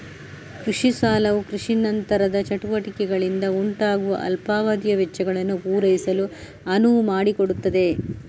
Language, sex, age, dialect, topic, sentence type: Kannada, female, 25-30, Coastal/Dakshin, agriculture, statement